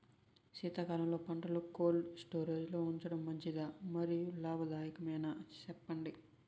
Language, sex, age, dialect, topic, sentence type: Telugu, male, 41-45, Southern, agriculture, question